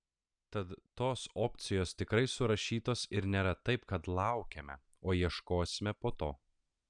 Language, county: Lithuanian, Klaipėda